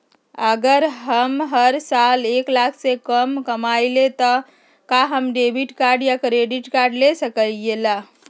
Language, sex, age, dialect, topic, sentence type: Magahi, female, 60-100, Western, banking, question